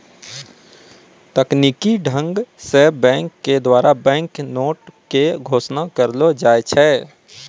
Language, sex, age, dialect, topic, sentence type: Maithili, male, 25-30, Angika, banking, statement